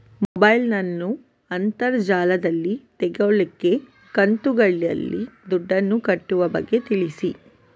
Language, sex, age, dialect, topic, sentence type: Kannada, female, 41-45, Coastal/Dakshin, banking, question